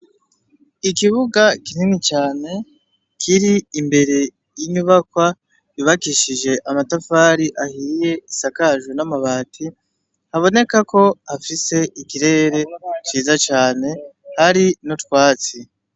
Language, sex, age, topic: Rundi, male, 18-24, education